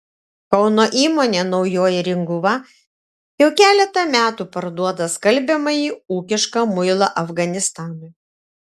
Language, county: Lithuanian, Šiauliai